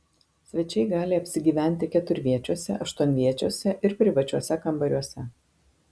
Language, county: Lithuanian, Marijampolė